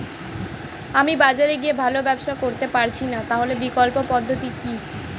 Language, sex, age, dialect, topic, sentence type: Bengali, female, 18-24, Standard Colloquial, agriculture, question